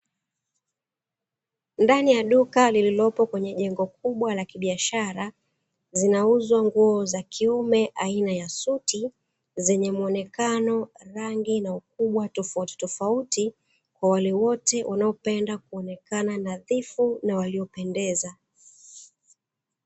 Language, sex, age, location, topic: Swahili, female, 36-49, Dar es Salaam, finance